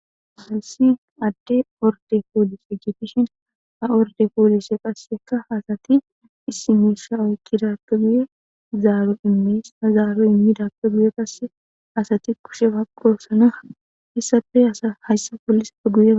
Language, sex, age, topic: Gamo, female, 18-24, government